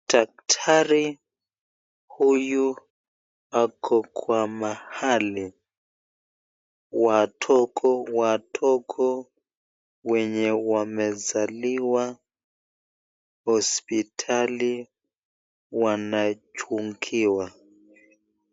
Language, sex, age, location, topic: Swahili, male, 36-49, Nakuru, health